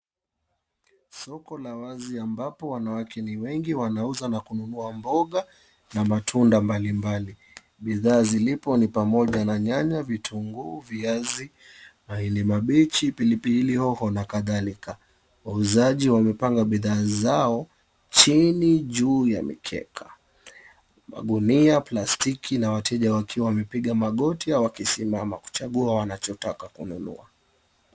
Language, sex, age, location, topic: Swahili, male, 25-35, Kisumu, finance